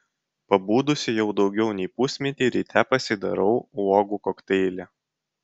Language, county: Lithuanian, Vilnius